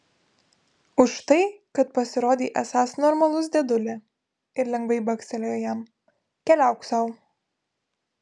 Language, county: Lithuanian, Vilnius